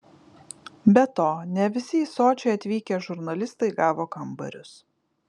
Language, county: Lithuanian, Kaunas